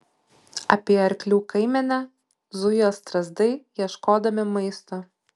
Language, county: Lithuanian, Utena